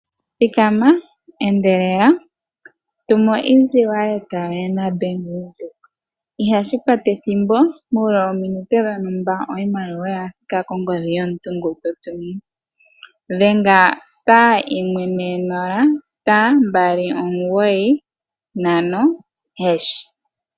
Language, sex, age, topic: Oshiwambo, female, 18-24, finance